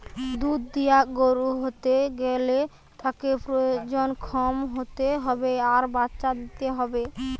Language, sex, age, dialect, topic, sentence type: Bengali, female, 18-24, Western, agriculture, statement